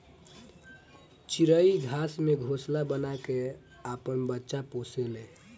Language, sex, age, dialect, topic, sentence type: Bhojpuri, male, 18-24, Northern, agriculture, statement